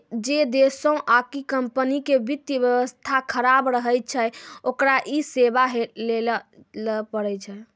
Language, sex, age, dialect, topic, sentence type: Maithili, female, 18-24, Angika, banking, statement